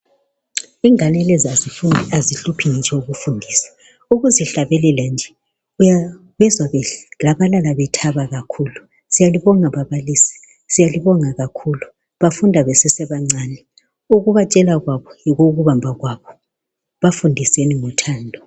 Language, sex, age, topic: North Ndebele, male, 36-49, education